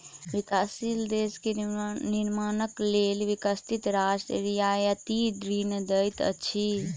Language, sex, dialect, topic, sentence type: Maithili, female, Southern/Standard, banking, statement